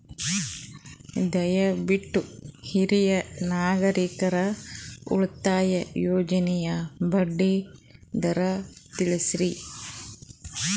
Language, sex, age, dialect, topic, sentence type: Kannada, female, 41-45, Northeastern, banking, statement